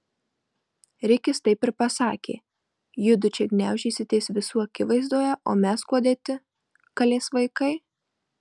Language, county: Lithuanian, Marijampolė